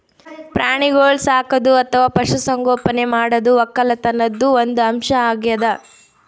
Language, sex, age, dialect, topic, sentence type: Kannada, female, 18-24, Northeastern, agriculture, statement